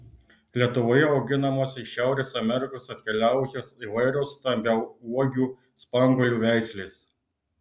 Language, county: Lithuanian, Klaipėda